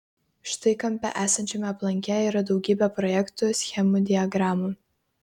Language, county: Lithuanian, Kaunas